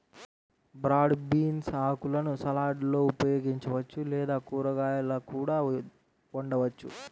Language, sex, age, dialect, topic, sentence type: Telugu, male, 18-24, Central/Coastal, agriculture, statement